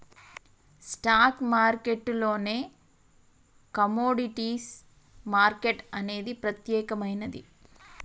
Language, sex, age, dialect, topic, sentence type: Telugu, female, 31-35, Telangana, banking, statement